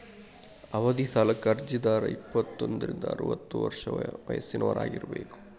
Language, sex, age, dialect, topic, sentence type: Kannada, male, 25-30, Dharwad Kannada, banking, statement